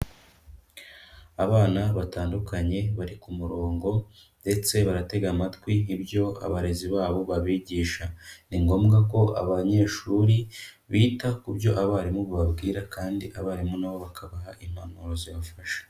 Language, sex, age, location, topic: Kinyarwanda, male, 25-35, Kigali, education